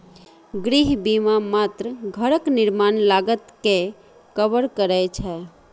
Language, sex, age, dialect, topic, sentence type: Maithili, female, 36-40, Eastern / Thethi, banking, statement